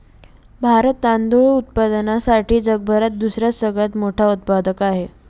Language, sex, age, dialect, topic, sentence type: Marathi, female, 18-24, Northern Konkan, agriculture, statement